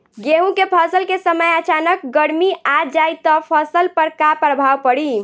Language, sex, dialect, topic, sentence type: Bhojpuri, female, Northern, agriculture, question